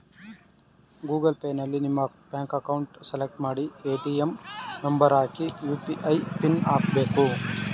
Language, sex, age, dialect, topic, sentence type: Kannada, male, 36-40, Mysore Kannada, banking, statement